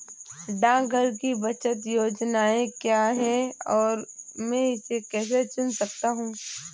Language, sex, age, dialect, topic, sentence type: Hindi, female, 18-24, Awadhi Bundeli, banking, question